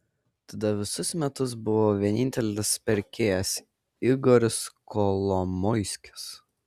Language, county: Lithuanian, Kaunas